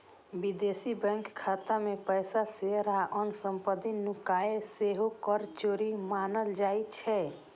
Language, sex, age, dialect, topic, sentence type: Maithili, female, 25-30, Eastern / Thethi, banking, statement